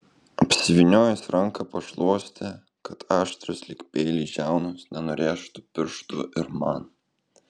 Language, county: Lithuanian, Kaunas